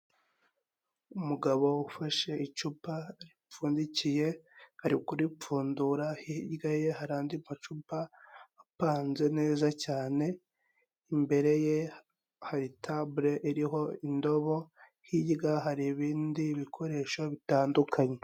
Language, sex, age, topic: Kinyarwanda, male, 18-24, health